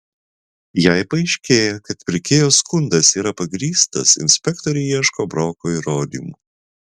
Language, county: Lithuanian, Vilnius